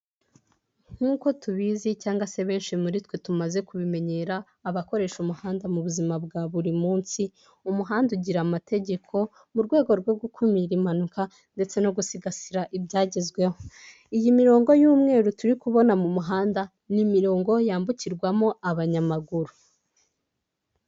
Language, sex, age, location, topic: Kinyarwanda, female, 18-24, Huye, government